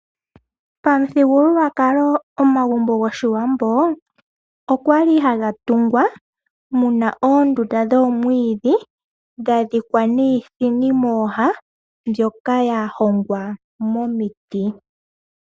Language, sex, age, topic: Oshiwambo, female, 25-35, agriculture